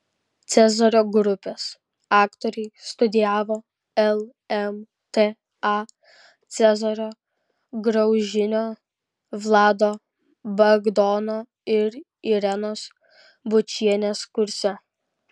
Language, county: Lithuanian, Kaunas